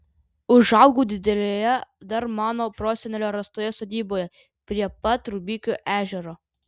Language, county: Lithuanian, Vilnius